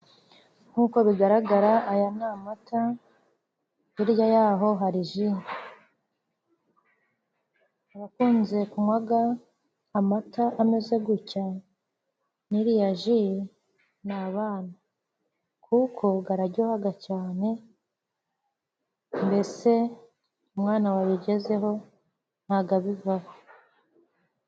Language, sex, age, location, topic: Kinyarwanda, female, 25-35, Musanze, finance